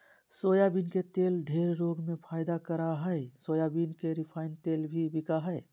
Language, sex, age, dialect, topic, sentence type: Magahi, male, 36-40, Southern, agriculture, statement